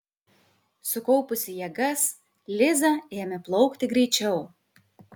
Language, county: Lithuanian, Kaunas